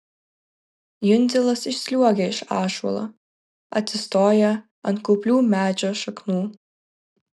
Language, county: Lithuanian, Vilnius